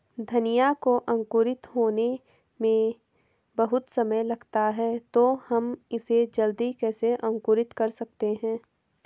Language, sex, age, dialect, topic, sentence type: Hindi, female, 18-24, Garhwali, agriculture, question